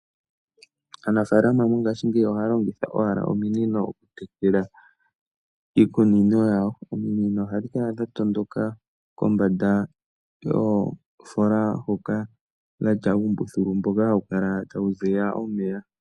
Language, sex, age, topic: Oshiwambo, male, 18-24, agriculture